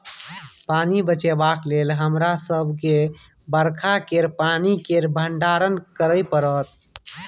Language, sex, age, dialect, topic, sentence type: Maithili, male, 25-30, Bajjika, agriculture, statement